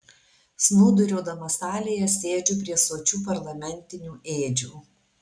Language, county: Lithuanian, Alytus